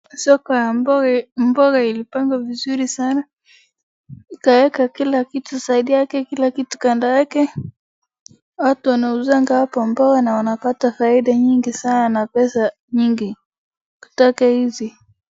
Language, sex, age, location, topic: Swahili, female, 36-49, Wajir, finance